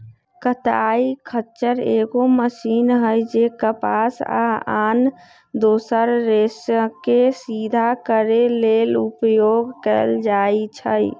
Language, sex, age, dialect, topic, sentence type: Magahi, male, 25-30, Western, agriculture, statement